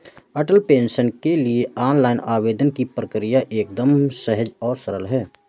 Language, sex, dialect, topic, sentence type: Hindi, male, Awadhi Bundeli, banking, statement